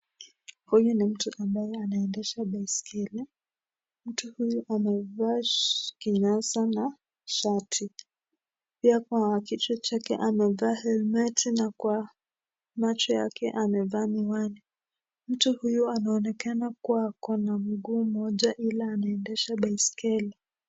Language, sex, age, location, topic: Swahili, male, 18-24, Nakuru, education